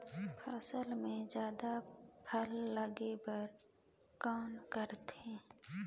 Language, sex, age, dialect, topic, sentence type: Chhattisgarhi, female, 25-30, Northern/Bhandar, agriculture, question